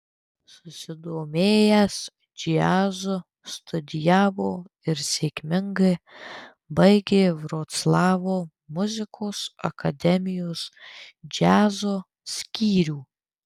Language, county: Lithuanian, Tauragė